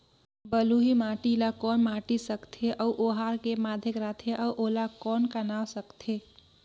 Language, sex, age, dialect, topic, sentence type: Chhattisgarhi, female, 18-24, Northern/Bhandar, agriculture, question